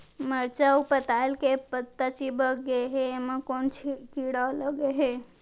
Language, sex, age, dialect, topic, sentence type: Chhattisgarhi, female, 18-24, Central, agriculture, question